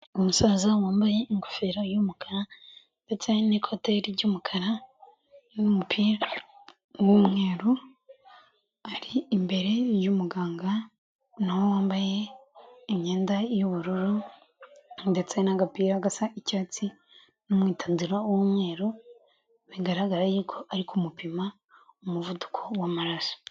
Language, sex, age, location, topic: Kinyarwanda, female, 18-24, Kigali, health